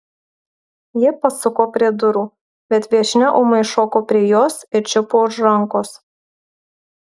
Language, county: Lithuanian, Marijampolė